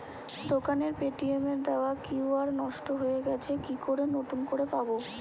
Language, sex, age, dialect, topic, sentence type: Bengali, female, 25-30, Standard Colloquial, banking, question